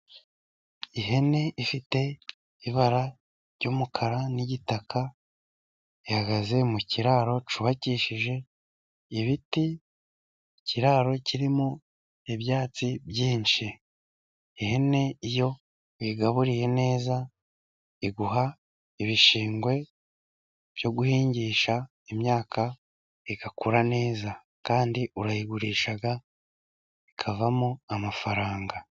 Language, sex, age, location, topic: Kinyarwanda, male, 36-49, Musanze, agriculture